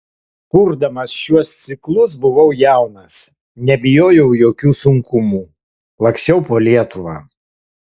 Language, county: Lithuanian, Kaunas